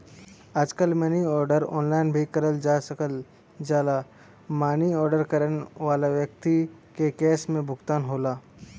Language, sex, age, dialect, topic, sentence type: Bhojpuri, male, 18-24, Western, banking, statement